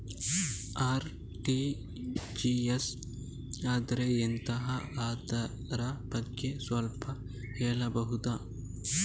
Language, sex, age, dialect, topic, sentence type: Kannada, male, 25-30, Coastal/Dakshin, banking, question